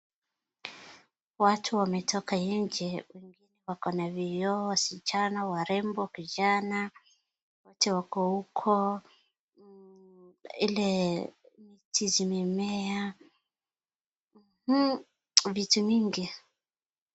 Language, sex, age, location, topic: Swahili, female, 25-35, Wajir, government